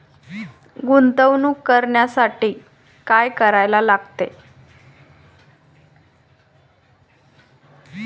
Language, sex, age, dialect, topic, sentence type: Marathi, female, 25-30, Standard Marathi, banking, question